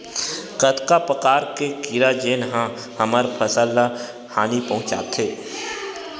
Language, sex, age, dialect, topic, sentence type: Chhattisgarhi, male, 18-24, Western/Budati/Khatahi, agriculture, question